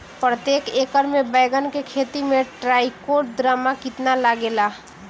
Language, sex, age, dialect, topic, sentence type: Bhojpuri, female, 18-24, Northern, agriculture, question